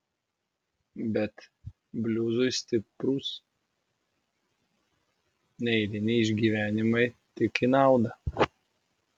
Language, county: Lithuanian, Vilnius